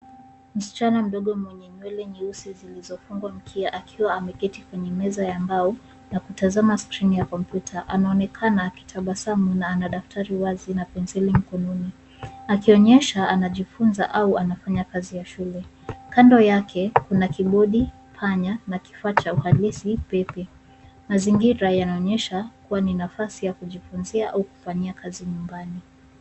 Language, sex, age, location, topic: Swahili, female, 36-49, Nairobi, education